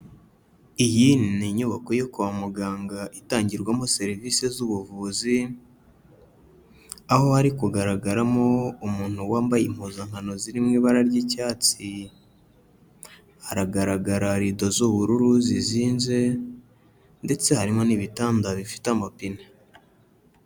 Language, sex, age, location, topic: Kinyarwanda, male, 25-35, Kigali, health